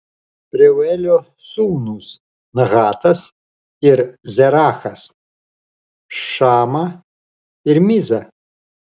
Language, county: Lithuanian, Alytus